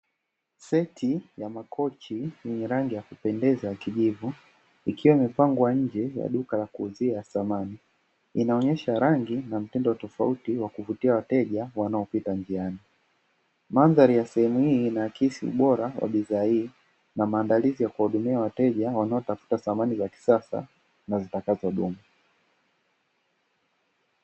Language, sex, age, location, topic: Swahili, male, 25-35, Dar es Salaam, finance